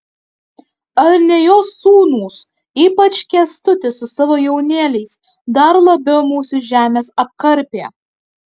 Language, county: Lithuanian, Alytus